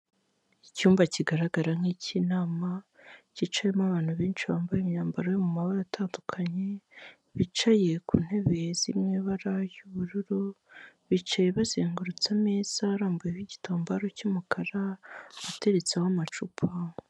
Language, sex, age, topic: Kinyarwanda, male, 18-24, health